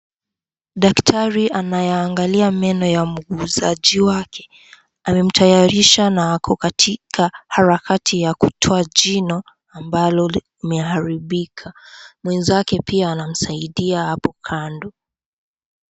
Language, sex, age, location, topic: Swahili, female, 18-24, Kisii, health